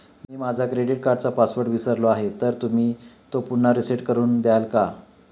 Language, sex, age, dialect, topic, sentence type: Marathi, male, 56-60, Standard Marathi, banking, question